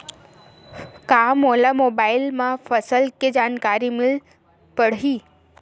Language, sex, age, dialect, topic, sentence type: Chhattisgarhi, female, 18-24, Western/Budati/Khatahi, agriculture, question